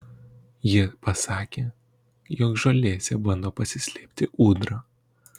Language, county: Lithuanian, Kaunas